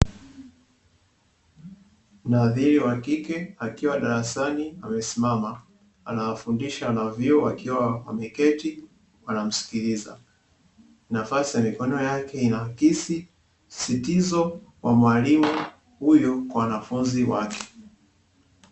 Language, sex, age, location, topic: Swahili, male, 18-24, Dar es Salaam, education